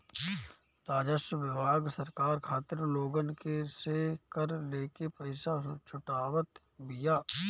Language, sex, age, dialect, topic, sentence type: Bhojpuri, male, 25-30, Northern, banking, statement